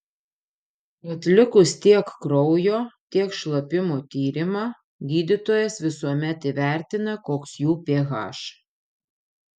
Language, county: Lithuanian, Panevėžys